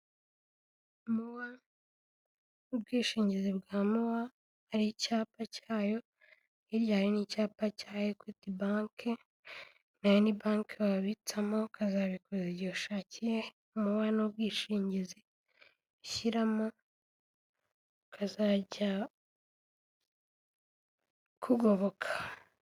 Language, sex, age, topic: Kinyarwanda, female, 18-24, finance